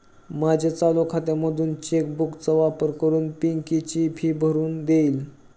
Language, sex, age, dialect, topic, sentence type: Marathi, male, 31-35, Northern Konkan, banking, statement